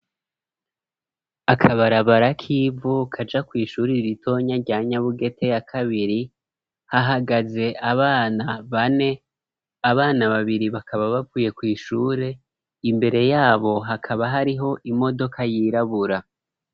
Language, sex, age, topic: Rundi, male, 25-35, education